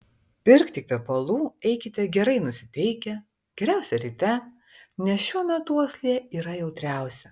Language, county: Lithuanian, Vilnius